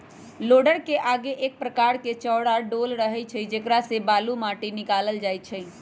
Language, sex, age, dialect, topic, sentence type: Magahi, male, 25-30, Western, agriculture, statement